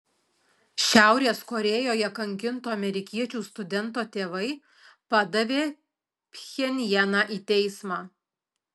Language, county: Lithuanian, Alytus